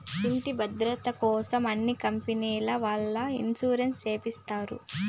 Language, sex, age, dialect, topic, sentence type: Telugu, female, 25-30, Southern, banking, statement